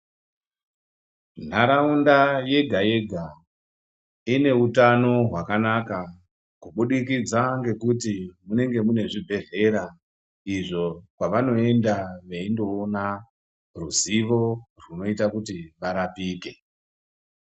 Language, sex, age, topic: Ndau, female, 25-35, health